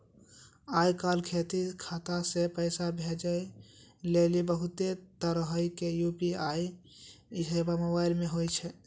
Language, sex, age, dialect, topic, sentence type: Maithili, male, 18-24, Angika, banking, statement